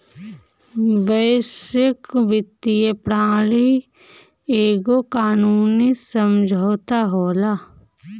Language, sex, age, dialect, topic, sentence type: Bhojpuri, female, 31-35, Northern, banking, statement